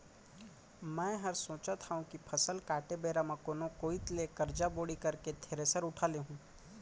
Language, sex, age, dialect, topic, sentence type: Chhattisgarhi, male, 25-30, Central, banking, statement